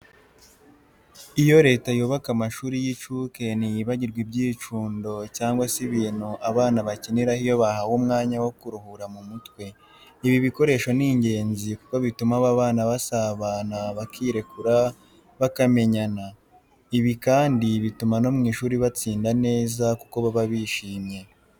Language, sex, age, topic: Kinyarwanda, male, 18-24, education